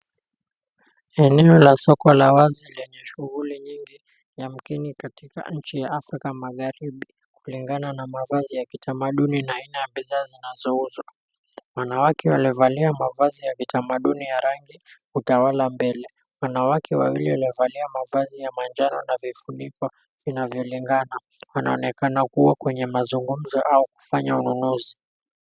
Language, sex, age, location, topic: Swahili, male, 18-24, Mombasa, agriculture